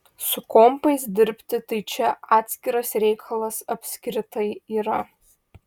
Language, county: Lithuanian, Vilnius